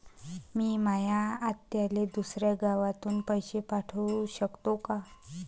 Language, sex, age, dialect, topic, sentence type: Marathi, female, 25-30, Varhadi, banking, question